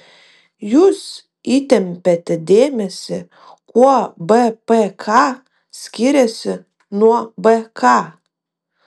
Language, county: Lithuanian, Vilnius